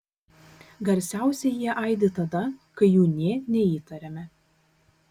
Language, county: Lithuanian, Kaunas